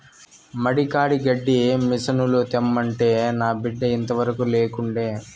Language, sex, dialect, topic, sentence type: Telugu, male, Southern, agriculture, statement